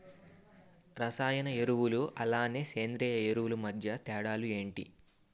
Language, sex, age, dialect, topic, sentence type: Telugu, male, 18-24, Utterandhra, agriculture, question